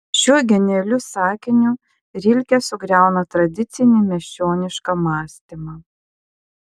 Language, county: Lithuanian, Klaipėda